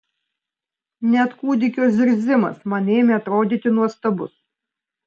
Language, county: Lithuanian, Vilnius